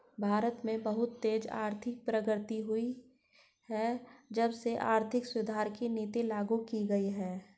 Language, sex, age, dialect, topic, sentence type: Hindi, female, 56-60, Hindustani Malvi Khadi Boli, banking, statement